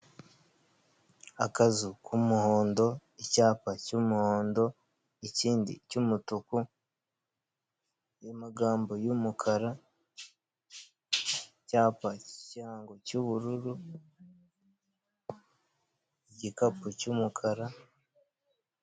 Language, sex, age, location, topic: Kinyarwanda, male, 18-24, Kigali, finance